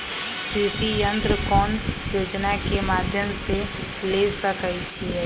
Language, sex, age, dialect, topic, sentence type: Magahi, female, 18-24, Western, agriculture, question